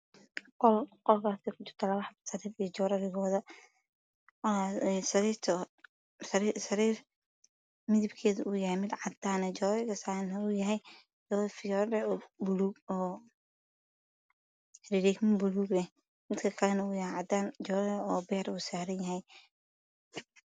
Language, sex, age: Somali, female, 18-24